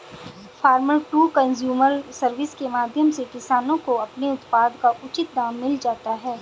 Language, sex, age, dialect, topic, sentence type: Hindi, female, 25-30, Hindustani Malvi Khadi Boli, agriculture, statement